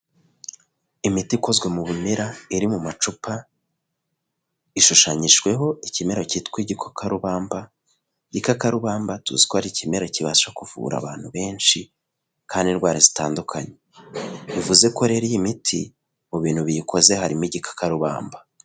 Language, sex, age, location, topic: Kinyarwanda, male, 25-35, Kigali, health